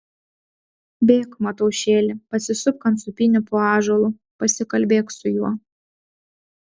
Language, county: Lithuanian, Vilnius